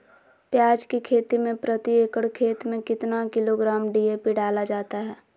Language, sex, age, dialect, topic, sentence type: Magahi, female, 25-30, Southern, agriculture, question